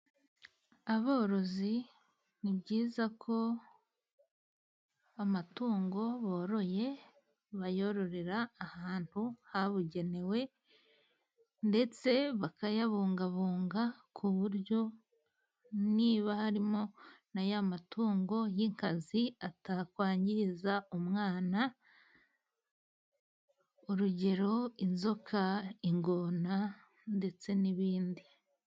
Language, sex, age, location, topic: Kinyarwanda, female, 25-35, Musanze, agriculture